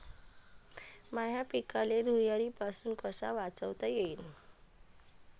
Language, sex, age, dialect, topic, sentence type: Marathi, female, 25-30, Varhadi, agriculture, question